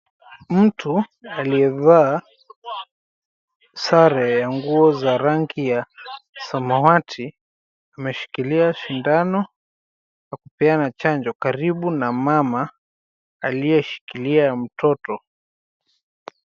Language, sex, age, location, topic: Swahili, male, 25-35, Mombasa, health